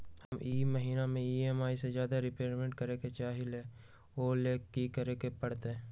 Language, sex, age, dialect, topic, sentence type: Magahi, male, 18-24, Western, banking, question